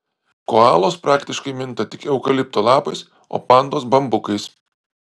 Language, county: Lithuanian, Vilnius